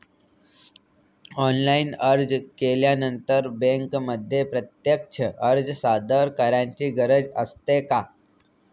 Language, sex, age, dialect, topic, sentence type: Marathi, male, 18-24, Standard Marathi, banking, question